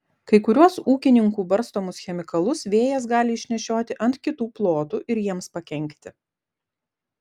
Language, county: Lithuanian, Vilnius